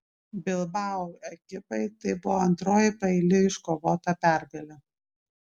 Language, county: Lithuanian, Klaipėda